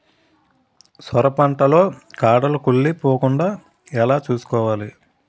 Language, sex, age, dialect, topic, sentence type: Telugu, male, 36-40, Utterandhra, agriculture, question